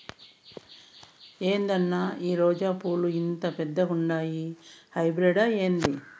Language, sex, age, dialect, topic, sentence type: Telugu, female, 51-55, Southern, agriculture, statement